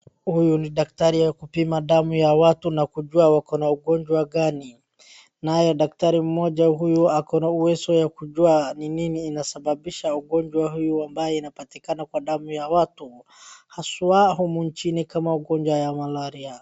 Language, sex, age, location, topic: Swahili, female, 36-49, Wajir, health